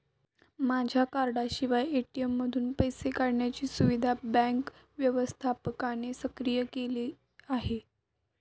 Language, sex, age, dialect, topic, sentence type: Marathi, female, 18-24, Standard Marathi, banking, statement